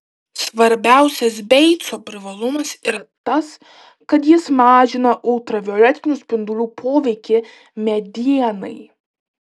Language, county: Lithuanian, Klaipėda